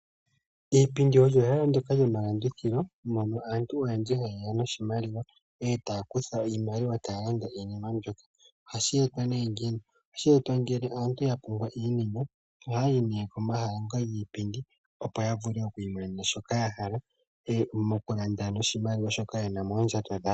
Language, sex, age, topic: Oshiwambo, male, 25-35, finance